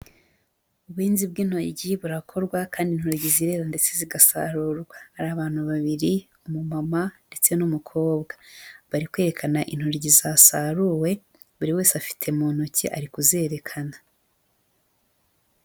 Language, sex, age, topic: Kinyarwanda, female, 18-24, agriculture